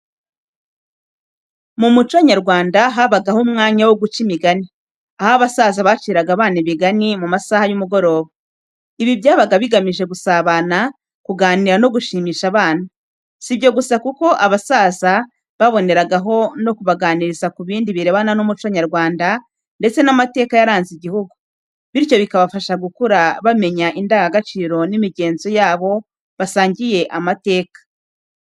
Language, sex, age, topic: Kinyarwanda, female, 36-49, education